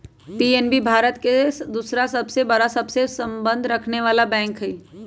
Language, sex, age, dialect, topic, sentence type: Magahi, male, 18-24, Western, banking, statement